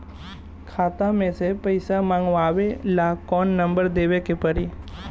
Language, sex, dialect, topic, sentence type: Bhojpuri, male, Southern / Standard, banking, question